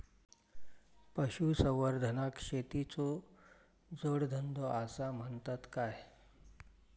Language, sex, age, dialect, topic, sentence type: Marathi, male, 46-50, Southern Konkan, agriculture, question